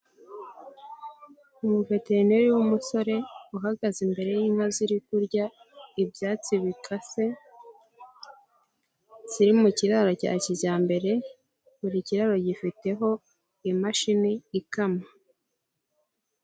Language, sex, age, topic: Kinyarwanda, female, 18-24, agriculture